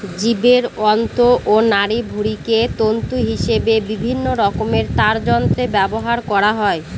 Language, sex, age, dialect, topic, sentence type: Bengali, female, 31-35, Northern/Varendri, agriculture, statement